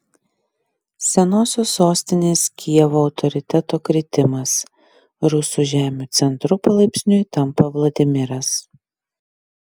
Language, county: Lithuanian, Klaipėda